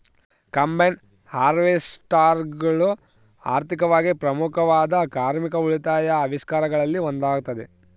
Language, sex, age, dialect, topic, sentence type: Kannada, male, 25-30, Central, agriculture, statement